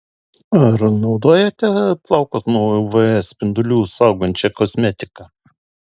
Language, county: Lithuanian, Alytus